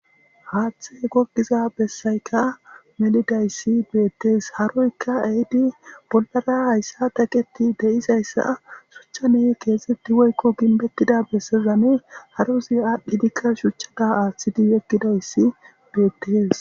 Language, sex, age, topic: Gamo, male, 18-24, government